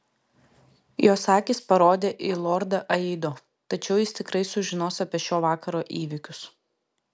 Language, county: Lithuanian, Vilnius